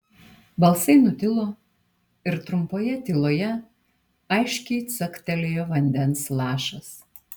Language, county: Lithuanian, Kaunas